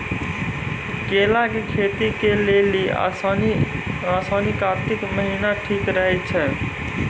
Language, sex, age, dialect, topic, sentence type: Maithili, male, 18-24, Angika, agriculture, question